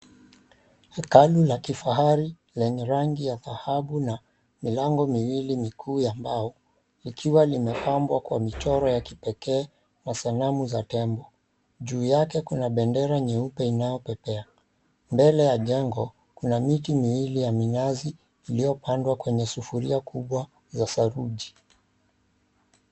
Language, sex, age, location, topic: Swahili, male, 36-49, Mombasa, government